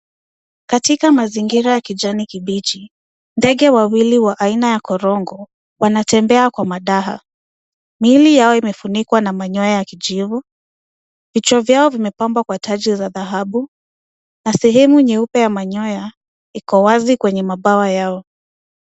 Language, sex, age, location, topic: Swahili, female, 18-24, Nairobi, government